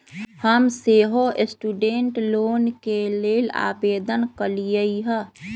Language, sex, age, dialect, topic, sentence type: Magahi, female, 31-35, Western, banking, statement